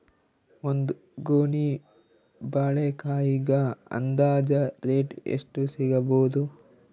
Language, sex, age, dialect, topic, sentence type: Kannada, male, 18-24, Northeastern, agriculture, question